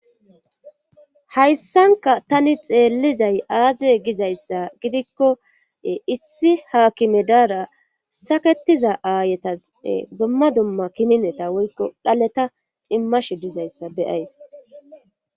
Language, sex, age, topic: Gamo, female, 25-35, government